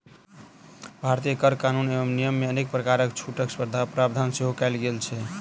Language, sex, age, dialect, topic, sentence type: Maithili, male, 31-35, Southern/Standard, banking, statement